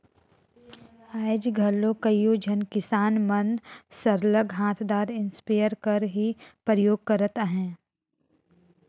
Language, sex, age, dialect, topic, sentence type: Chhattisgarhi, female, 18-24, Northern/Bhandar, agriculture, statement